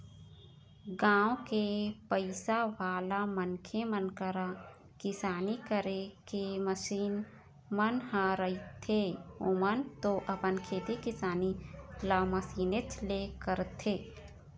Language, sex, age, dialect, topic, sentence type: Chhattisgarhi, female, 31-35, Eastern, banking, statement